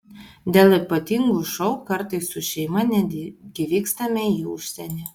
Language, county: Lithuanian, Vilnius